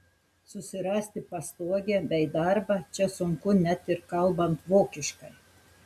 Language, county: Lithuanian, Telšiai